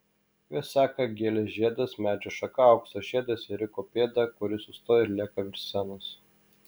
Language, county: Lithuanian, Kaunas